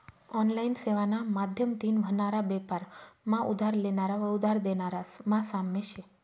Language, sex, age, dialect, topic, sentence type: Marathi, female, 25-30, Northern Konkan, banking, statement